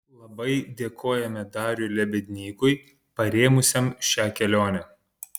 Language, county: Lithuanian, Panevėžys